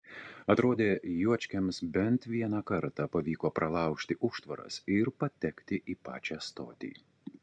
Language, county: Lithuanian, Utena